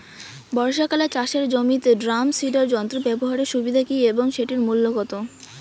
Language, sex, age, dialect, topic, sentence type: Bengali, female, 18-24, Rajbangshi, agriculture, question